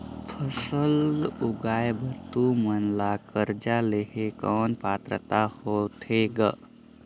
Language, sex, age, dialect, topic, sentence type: Chhattisgarhi, male, 18-24, Northern/Bhandar, agriculture, question